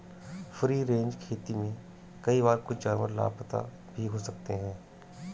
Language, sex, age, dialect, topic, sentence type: Hindi, male, 36-40, Awadhi Bundeli, agriculture, statement